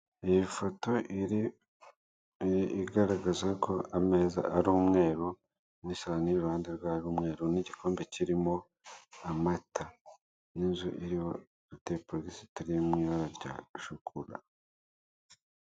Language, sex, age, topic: Kinyarwanda, male, 25-35, finance